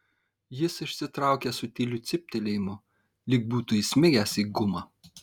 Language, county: Lithuanian, Kaunas